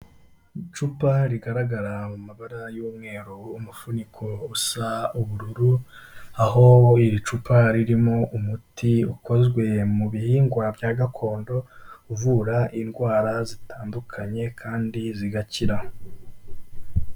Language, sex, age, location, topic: Kinyarwanda, male, 18-24, Kigali, health